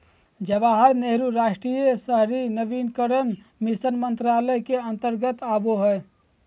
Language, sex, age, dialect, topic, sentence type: Magahi, male, 18-24, Southern, banking, statement